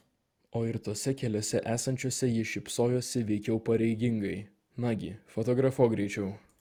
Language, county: Lithuanian, Vilnius